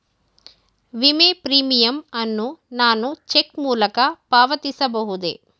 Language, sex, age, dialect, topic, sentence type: Kannada, female, 31-35, Mysore Kannada, banking, question